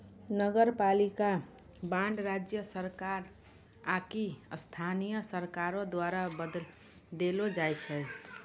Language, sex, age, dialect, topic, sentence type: Maithili, female, 60-100, Angika, banking, statement